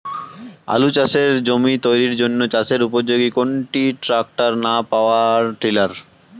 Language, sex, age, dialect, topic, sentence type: Bengali, male, 18-24, Rajbangshi, agriculture, question